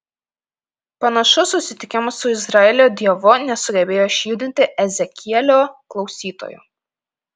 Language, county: Lithuanian, Panevėžys